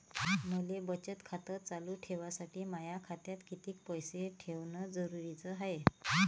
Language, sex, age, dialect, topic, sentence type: Marathi, female, 36-40, Varhadi, banking, question